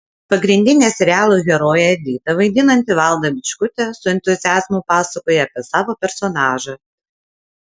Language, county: Lithuanian, Utena